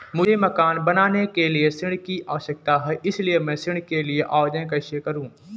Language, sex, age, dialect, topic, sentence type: Hindi, male, 18-24, Marwari Dhudhari, banking, question